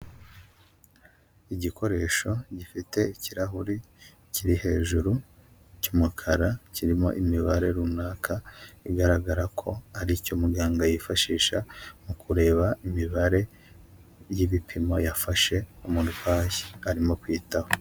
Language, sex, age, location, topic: Kinyarwanda, male, 25-35, Huye, health